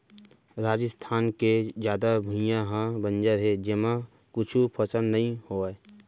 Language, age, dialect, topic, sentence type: Chhattisgarhi, 18-24, Central, agriculture, statement